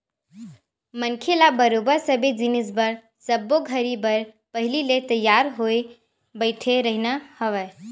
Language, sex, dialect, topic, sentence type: Chhattisgarhi, female, Western/Budati/Khatahi, banking, statement